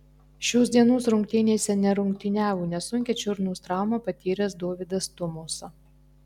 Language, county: Lithuanian, Marijampolė